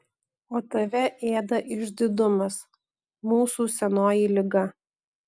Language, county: Lithuanian, Alytus